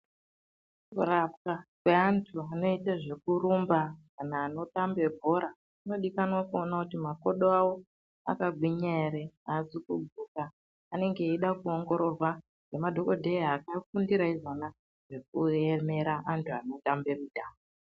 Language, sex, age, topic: Ndau, female, 18-24, health